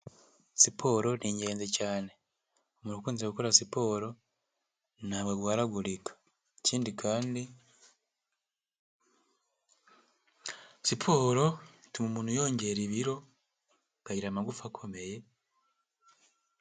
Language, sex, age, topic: Kinyarwanda, male, 18-24, health